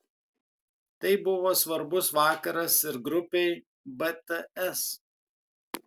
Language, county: Lithuanian, Kaunas